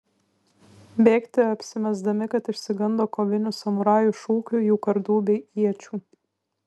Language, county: Lithuanian, Vilnius